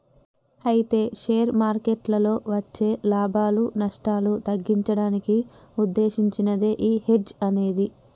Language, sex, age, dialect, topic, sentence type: Telugu, female, 18-24, Telangana, banking, statement